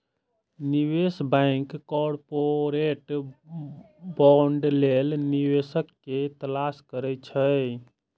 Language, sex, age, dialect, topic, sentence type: Maithili, male, 25-30, Eastern / Thethi, banking, statement